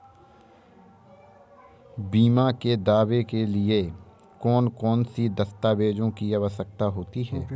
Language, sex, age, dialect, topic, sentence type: Hindi, male, 18-24, Awadhi Bundeli, banking, question